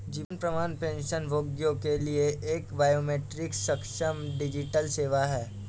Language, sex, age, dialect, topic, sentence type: Hindi, male, 18-24, Awadhi Bundeli, banking, statement